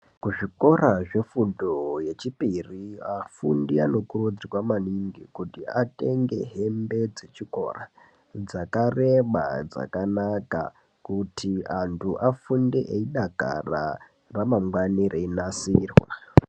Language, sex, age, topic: Ndau, male, 18-24, education